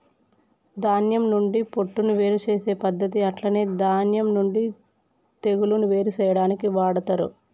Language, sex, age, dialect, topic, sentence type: Telugu, male, 25-30, Telangana, agriculture, statement